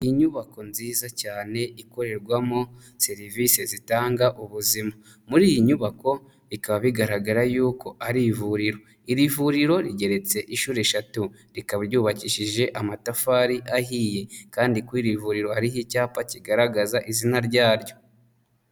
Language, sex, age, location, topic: Kinyarwanda, male, 25-35, Huye, health